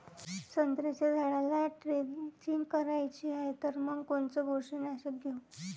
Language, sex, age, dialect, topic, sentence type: Marathi, female, 18-24, Varhadi, agriculture, question